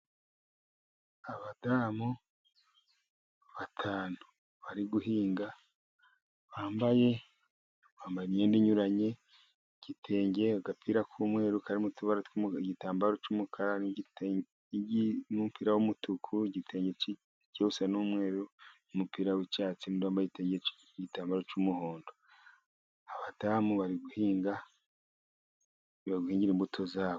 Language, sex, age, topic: Kinyarwanda, male, 50+, agriculture